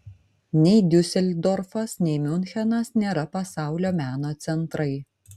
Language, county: Lithuanian, Vilnius